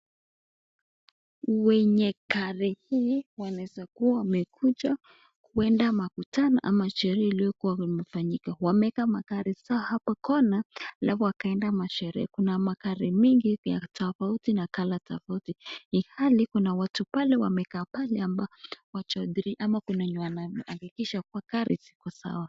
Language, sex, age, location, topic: Swahili, female, 18-24, Nakuru, health